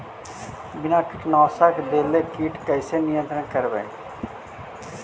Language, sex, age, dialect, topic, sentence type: Magahi, male, 31-35, Central/Standard, agriculture, question